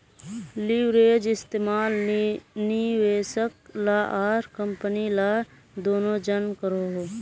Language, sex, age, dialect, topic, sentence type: Magahi, male, 25-30, Northeastern/Surjapuri, banking, statement